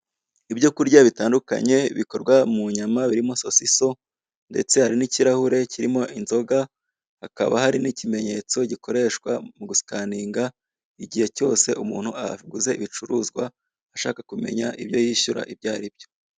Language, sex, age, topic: Kinyarwanda, male, 25-35, finance